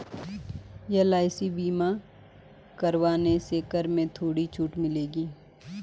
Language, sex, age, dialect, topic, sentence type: Hindi, female, 41-45, Garhwali, banking, statement